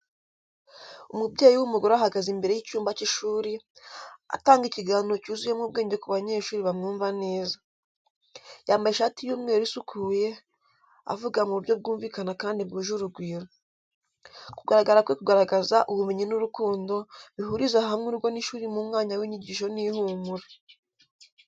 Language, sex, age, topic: Kinyarwanda, female, 25-35, education